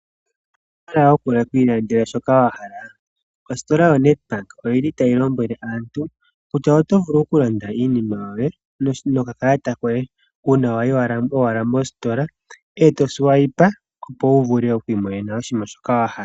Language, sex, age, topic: Oshiwambo, female, 25-35, finance